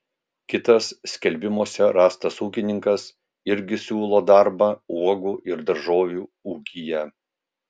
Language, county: Lithuanian, Vilnius